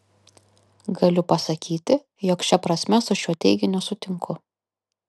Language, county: Lithuanian, Kaunas